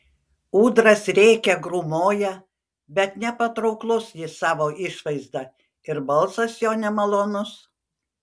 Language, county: Lithuanian, Panevėžys